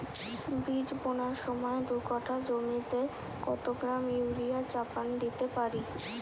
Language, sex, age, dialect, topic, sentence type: Bengali, female, 25-30, Standard Colloquial, agriculture, question